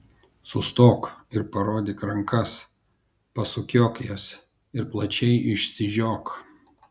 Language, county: Lithuanian, Kaunas